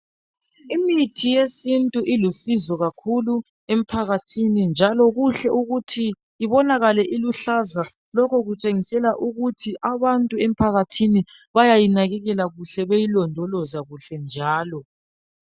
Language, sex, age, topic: North Ndebele, female, 36-49, health